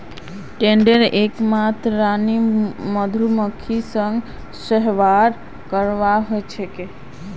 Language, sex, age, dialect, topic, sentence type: Magahi, female, 18-24, Northeastern/Surjapuri, agriculture, statement